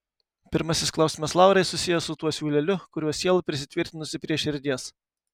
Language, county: Lithuanian, Kaunas